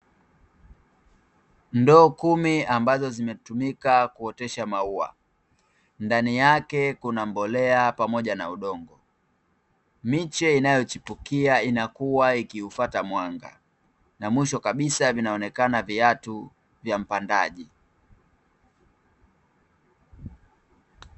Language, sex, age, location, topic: Swahili, male, 25-35, Dar es Salaam, agriculture